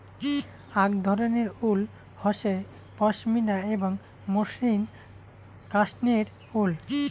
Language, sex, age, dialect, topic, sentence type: Bengali, male, 18-24, Rajbangshi, agriculture, statement